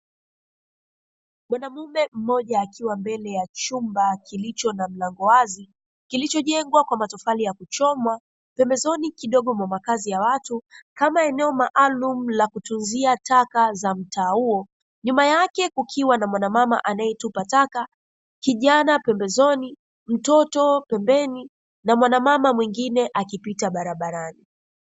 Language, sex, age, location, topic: Swahili, female, 25-35, Dar es Salaam, government